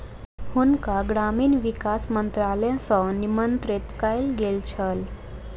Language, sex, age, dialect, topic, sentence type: Maithili, female, 25-30, Southern/Standard, agriculture, statement